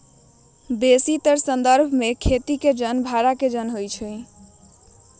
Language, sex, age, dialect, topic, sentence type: Magahi, female, 41-45, Western, agriculture, statement